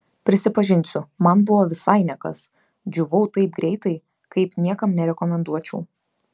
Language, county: Lithuanian, Klaipėda